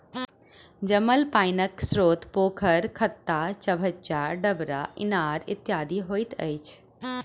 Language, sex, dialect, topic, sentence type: Maithili, female, Southern/Standard, agriculture, statement